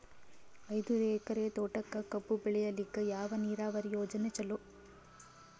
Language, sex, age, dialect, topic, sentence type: Kannada, female, 18-24, Northeastern, agriculture, question